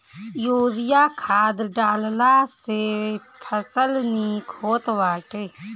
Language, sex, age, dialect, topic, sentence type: Bhojpuri, female, 31-35, Northern, agriculture, statement